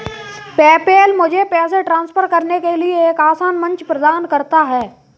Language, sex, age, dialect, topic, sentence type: Hindi, male, 18-24, Kanauji Braj Bhasha, banking, statement